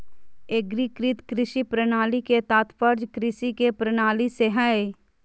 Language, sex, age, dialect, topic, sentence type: Magahi, female, 31-35, Southern, agriculture, statement